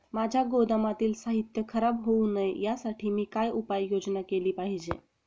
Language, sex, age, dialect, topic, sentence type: Marathi, female, 31-35, Standard Marathi, agriculture, question